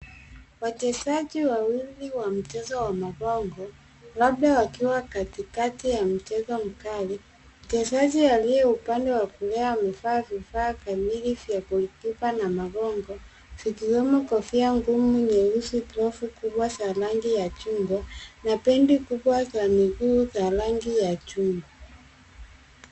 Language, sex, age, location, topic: Swahili, female, 25-35, Nairobi, education